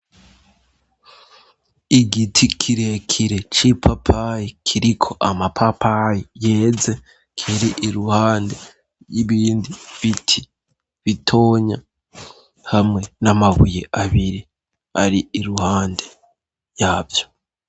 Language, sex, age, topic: Rundi, male, 18-24, education